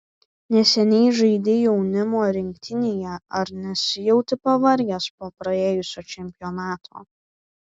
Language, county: Lithuanian, Vilnius